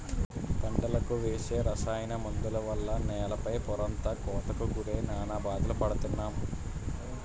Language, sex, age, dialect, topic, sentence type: Telugu, male, 18-24, Utterandhra, agriculture, statement